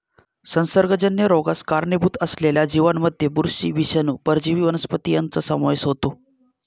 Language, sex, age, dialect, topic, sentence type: Marathi, male, 18-24, Northern Konkan, agriculture, statement